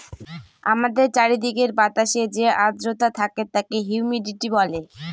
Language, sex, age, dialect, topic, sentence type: Bengali, female, 25-30, Northern/Varendri, agriculture, statement